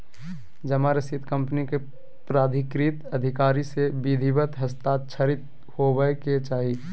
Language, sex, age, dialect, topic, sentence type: Magahi, male, 18-24, Southern, banking, statement